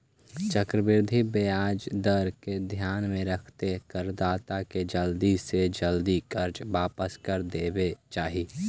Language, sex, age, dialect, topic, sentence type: Magahi, male, 18-24, Central/Standard, banking, statement